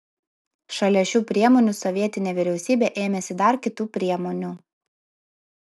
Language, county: Lithuanian, Vilnius